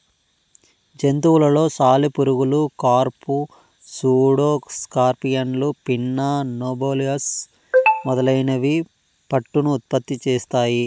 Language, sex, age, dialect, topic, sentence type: Telugu, male, 31-35, Southern, agriculture, statement